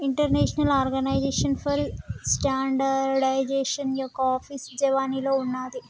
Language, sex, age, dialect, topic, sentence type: Telugu, male, 25-30, Telangana, banking, statement